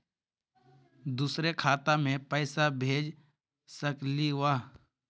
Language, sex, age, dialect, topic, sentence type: Magahi, male, 51-55, Northeastern/Surjapuri, banking, question